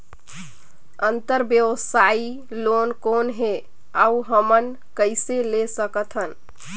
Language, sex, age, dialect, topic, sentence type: Chhattisgarhi, female, 31-35, Northern/Bhandar, banking, question